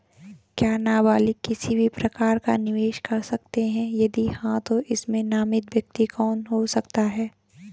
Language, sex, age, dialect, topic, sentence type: Hindi, female, 18-24, Garhwali, banking, question